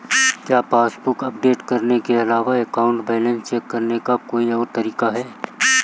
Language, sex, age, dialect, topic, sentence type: Hindi, female, 31-35, Marwari Dhudhari, banking, question